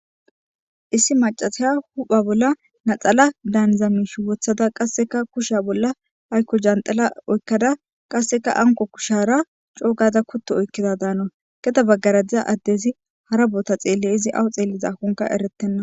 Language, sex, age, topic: Gamo, female, 18-24, government